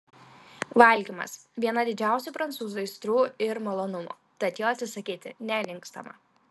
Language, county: Lithuanian, Klaipėda